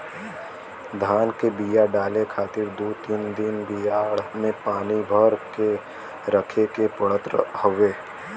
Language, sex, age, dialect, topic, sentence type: Bhojpuri, male, 18-24, Western, agriculture, statement